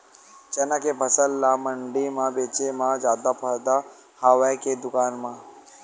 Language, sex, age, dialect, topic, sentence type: Chhattisgarhi, male, 18-24, Western/Budati/Khatahi, agriculture, question